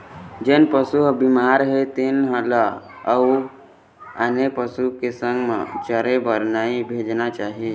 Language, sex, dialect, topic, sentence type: Chhattisgarhi, male, Eastern, agriculture, statement